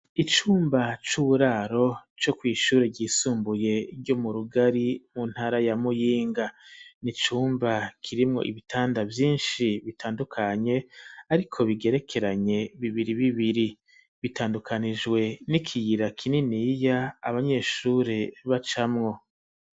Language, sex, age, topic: Rundi, male, 50+, education